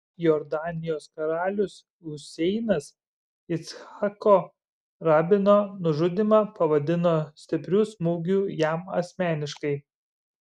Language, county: Lithuanian, Šiauliai